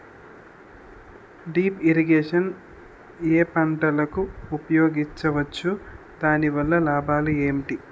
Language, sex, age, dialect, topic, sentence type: Telugu, male, 18-24, Utterandhra, agriculture, question